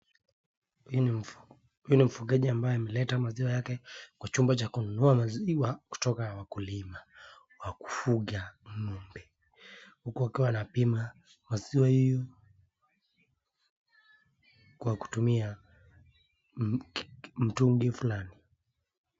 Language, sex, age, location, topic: Swahili, male, 25-35, Nakuru, agriculture